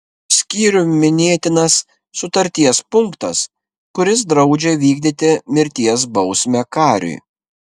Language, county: Lithuanian, Kaunas